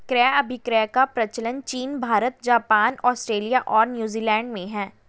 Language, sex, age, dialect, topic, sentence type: Hindi, female, 25-30, Hindustani Malvi Khadi Boli, banking, statement